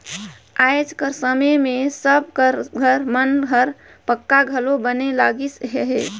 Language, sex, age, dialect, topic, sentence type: Chhattisgarhi, female, 31-35, Northern/Bhandar, agriculture, statement